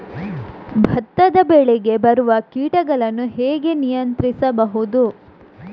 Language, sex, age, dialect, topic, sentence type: Kannada, female, 46-50, Coastal/Dakshin, agriculture, question